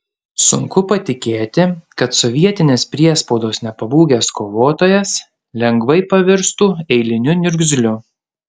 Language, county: Lithuanian, Panevėžys